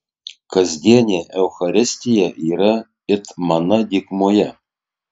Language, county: Lithuanian, Tauragė